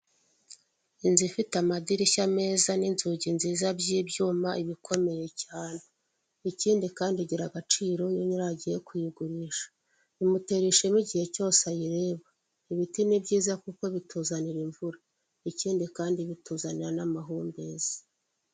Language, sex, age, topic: Kinyarwanda, female, 36-49, government